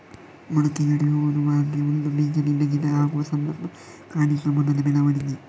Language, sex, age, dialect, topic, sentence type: Kannada, male, 31-35, Coastal/Dakshin, agriculture, statement